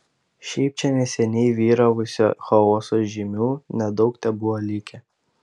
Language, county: Lithuanian, Panevėžys